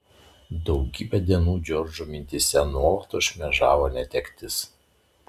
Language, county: Lithuanian, Šiauliai